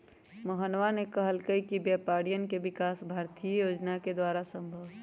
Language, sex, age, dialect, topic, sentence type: Magahi, male, 18-24, Western, banking, statement